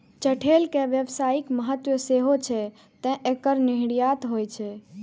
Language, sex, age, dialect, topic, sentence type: Maithili, female, 18-24, Eastern / Thethi, agriculture, statement